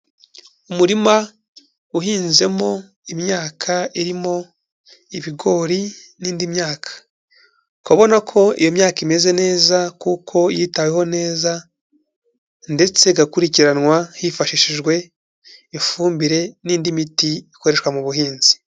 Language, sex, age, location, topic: Kinyarwanda, male, 25-35, Kigali, agriculture